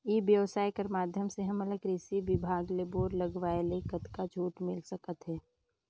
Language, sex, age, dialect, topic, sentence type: Chhattisgarhi, female, 31-35, Northern/Bhandar, agriculture, question